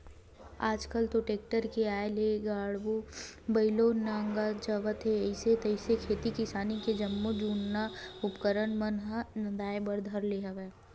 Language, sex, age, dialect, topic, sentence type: Chhattisgarhi, female, 18-24, Western/Budati/Khatahi, agriculture, statement